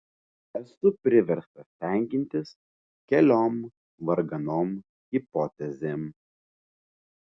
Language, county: Lithuanian, Vilnius